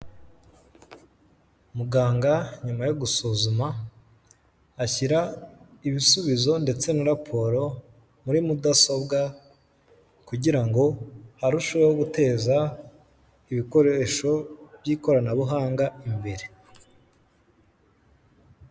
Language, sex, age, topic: Kinyarwanda, male, 18-24, health